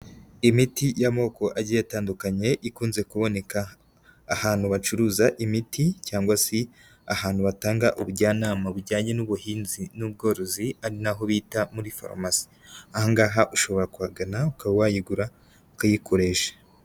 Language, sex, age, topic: Kinyarwanda, female, 18-24, agriculture